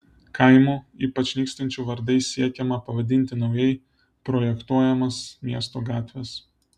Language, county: Lithuanian, Vilnius